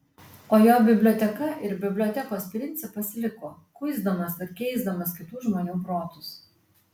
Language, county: Lithuanian, Alytus